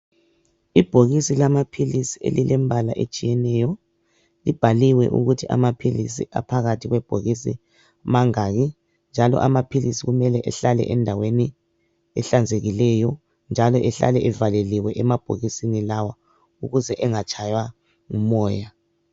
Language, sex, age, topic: North Ndebele, male, 25-35, health